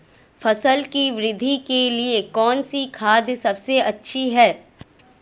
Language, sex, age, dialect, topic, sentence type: Hindi, female, 25-30, Marwari Dhudhari, agriculture, question